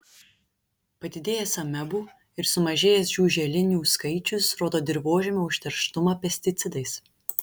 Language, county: Lithuanian, Šiauliai